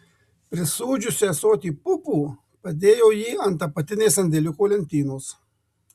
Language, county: Lithuanian, Marijampolė